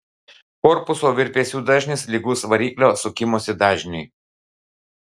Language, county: Lithuanian, Klaipėda